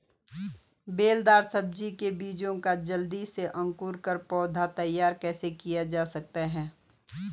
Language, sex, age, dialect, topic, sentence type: Hindi, female, 41-45, Garhwali, agriculture, question